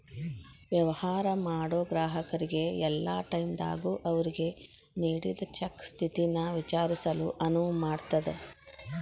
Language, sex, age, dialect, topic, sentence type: Kannada, female, 41-45, Dharwad Kannada, banking, statement